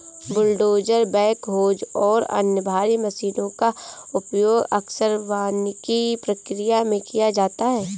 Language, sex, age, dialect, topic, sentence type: Hindi, female, 18-24, Kanauji Braj Bhasha, agriculture, statement